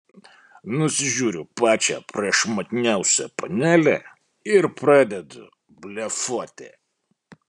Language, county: Lithuanian, Kaunas